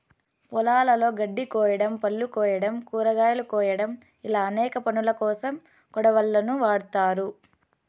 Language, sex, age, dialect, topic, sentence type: Telugu, female, 18-24, Southern, agriculture, statement